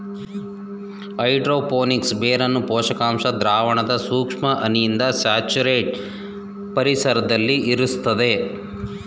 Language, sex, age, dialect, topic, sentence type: Kannada, male, 36-40, Mysore Kannada, agriculture, statement